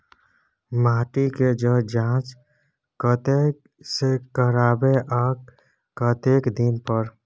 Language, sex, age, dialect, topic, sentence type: Maithili, male, 18-24, Bajjika, agriculture, question